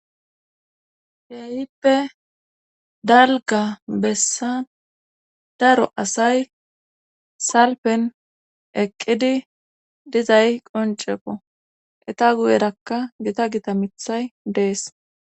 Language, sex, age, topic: Gamo, female, 36-49, government